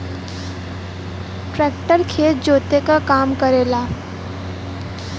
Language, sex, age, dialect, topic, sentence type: Bhojpuri, female, 18-24, Western, agriculture, statement